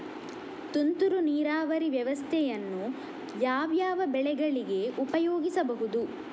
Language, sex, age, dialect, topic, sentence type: Kannada, male, 36-40, Coastal/Dakshin, agriculture, question